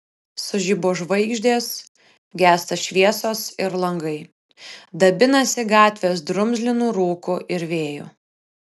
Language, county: Lithuanian, Vilnius